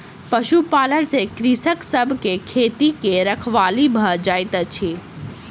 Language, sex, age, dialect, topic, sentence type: Maithili, female, 25-30, Southern/Standard, agriculture, statement